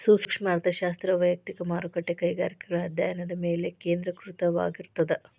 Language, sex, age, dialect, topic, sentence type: Kannada, female, 36-40, Dharwad Kannada, banking, statement